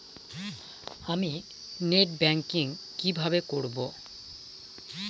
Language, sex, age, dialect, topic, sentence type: Bengali, male, 18-24, Northern/Varendri, banking, question